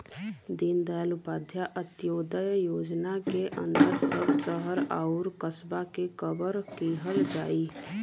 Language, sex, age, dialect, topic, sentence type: Bhojpuri, female, 18-24, Western, banking, statement